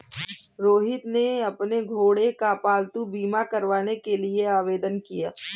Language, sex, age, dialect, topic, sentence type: Hindi, female, 18-24, Kanauji Braj Bhasha, banking, statement